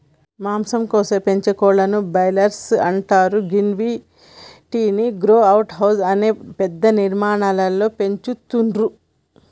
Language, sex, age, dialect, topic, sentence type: Telugu, female, 31-35, Telangana, agriculture, statement